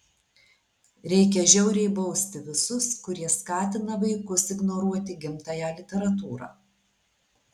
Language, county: Lithuanian, Alytus